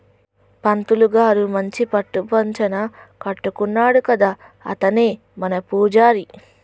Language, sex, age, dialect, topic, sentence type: Telugu, female, 36-40, Telangana, agriculture, statement